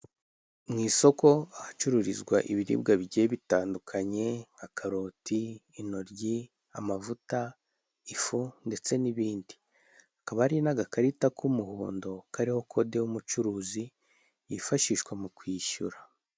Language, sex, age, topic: Kinyarwanda, male, 18-24, finance